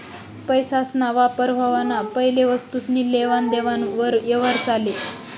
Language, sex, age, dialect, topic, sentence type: Marathi, female, 25-30, Northern Konkan, banking, statement